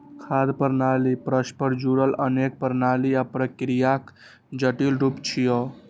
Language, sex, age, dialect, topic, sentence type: Maithili, male, 18-24, Eastern / Thethi, agriculture, statement